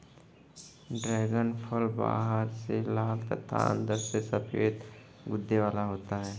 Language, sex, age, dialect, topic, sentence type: Hindi, male, 25-30, Hindustani Malvi Khadi Boli, agriculture, statement